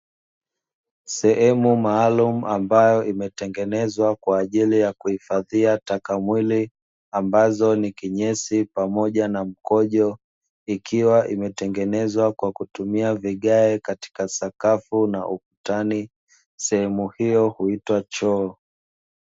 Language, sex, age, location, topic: Swahili, male, 25-35, Dar es Salaam, government